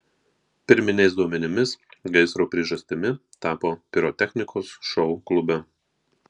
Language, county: Lithuanian, Marijampolė